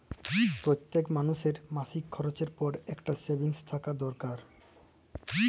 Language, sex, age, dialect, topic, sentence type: Bengali, male, 18-24, Jharkhandi, banking, statement